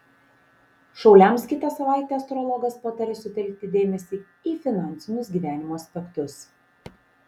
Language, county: Lithuanian, Šiauliai